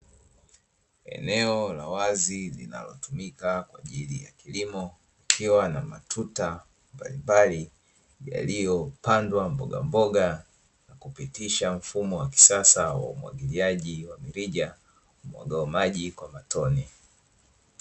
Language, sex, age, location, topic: Swahili, male, 25-35, Dar es Salaam, agriculture